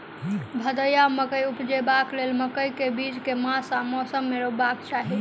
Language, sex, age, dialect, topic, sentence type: Maithili, female, 18-24, Southern/Standard, agriculture, question